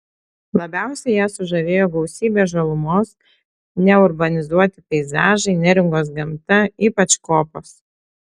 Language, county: Lithuanian, Telšiai